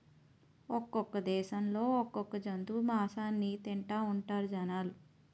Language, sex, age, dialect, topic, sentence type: Telugu, female, 31-35, Utterandhra, agriculture, statement